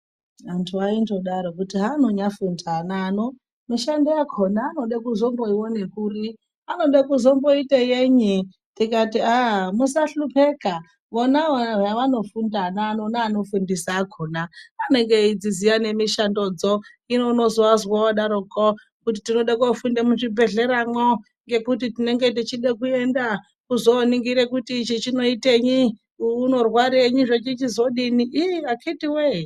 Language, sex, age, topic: Ndau, female, 36-49, health